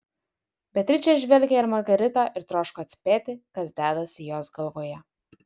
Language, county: Lithuanian, Vilnius